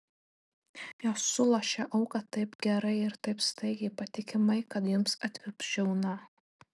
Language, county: Lithuanian, Telšiai